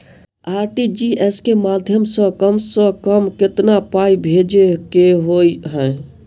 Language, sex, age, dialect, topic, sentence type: Maithili, male, 18-24, Southern/Standard, banking, question